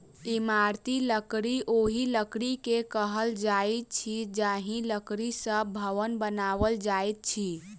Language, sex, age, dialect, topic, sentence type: Maithili, female, 18-24, Southern/Standard, agriculture, statement